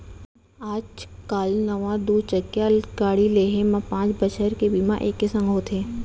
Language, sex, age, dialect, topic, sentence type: Chhattisgarhi, female, 25-30, Central, banking, statement